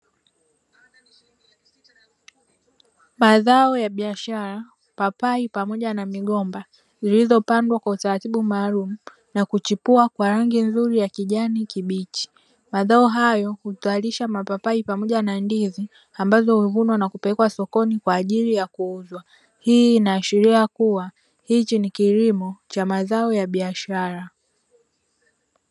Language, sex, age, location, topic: Swahili, male, 25-35, Dar es Salaam, agriculture